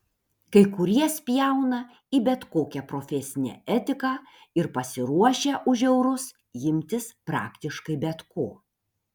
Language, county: Lithuanian, Panevėžys